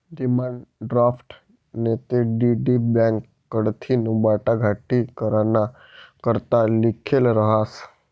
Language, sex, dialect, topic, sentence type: Marathi, male, Northern Konkan, banking, statement